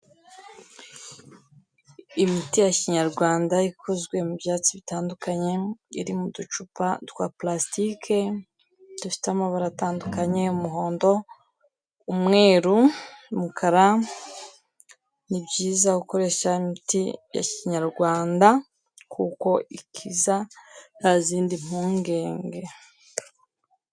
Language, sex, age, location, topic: Kinyarwanda, female, 18-24, Huye, health